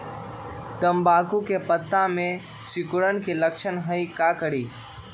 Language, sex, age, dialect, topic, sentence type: Magahi, male, 18-24, Western, agriculture, question